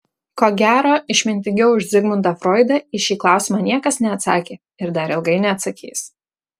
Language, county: Lithuanian, Marijampolė